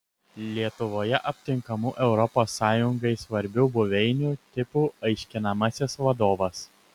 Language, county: Lithuanian, Kaunas